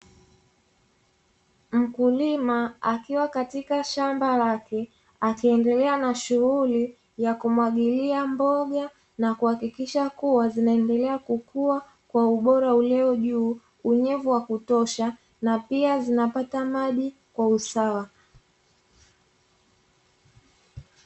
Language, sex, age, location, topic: Swahili, female, 25-35, Dar es Salaam, agriculture